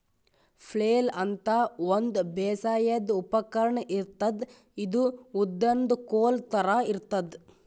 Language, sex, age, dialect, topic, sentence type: Kannada, male, 31-35, Northeastern, agriculture, statement